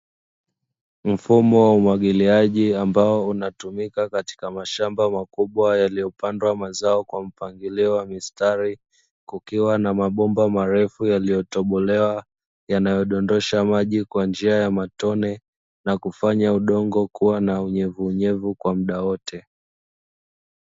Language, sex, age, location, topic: Swahili, male, 25-35, Dar es Salaam, agriculture